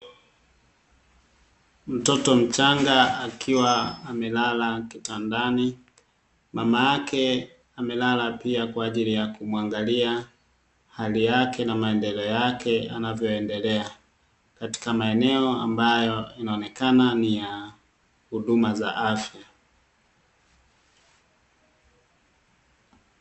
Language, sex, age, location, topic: Swahili, male, 25-35, Dar es Salaam, health